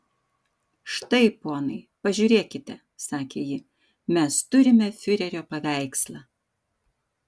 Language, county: Lithuanian, Vilnius